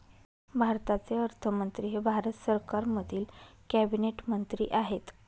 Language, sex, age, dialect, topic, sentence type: Marathi, female, 25-30, Northern Konkan, banking, statement